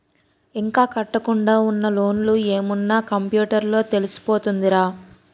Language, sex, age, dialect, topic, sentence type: Telugu, male, 60-100, Utterandhra, banking, statement